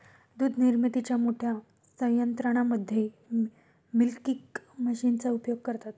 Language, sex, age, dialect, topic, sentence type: Marathi, female, 31-35, Standard Marathi, agriculture, statement